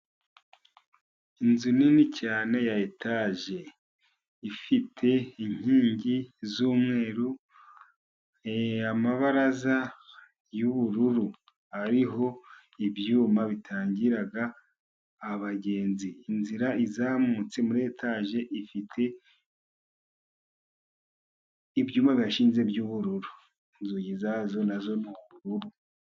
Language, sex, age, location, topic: Kinyarwanda, male, 50+, Musanze, government